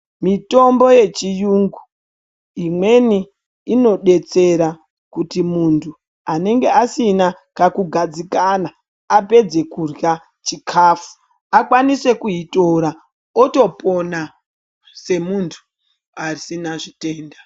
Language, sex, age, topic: Ndau, male, 18-24, health